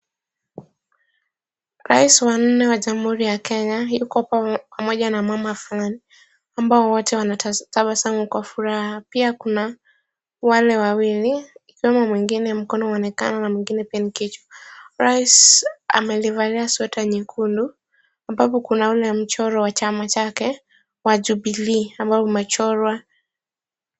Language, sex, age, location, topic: Swahili, female, 18-24, Kisumu, government